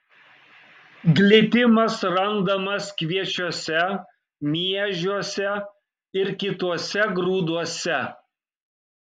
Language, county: Lithuanian, Kaunas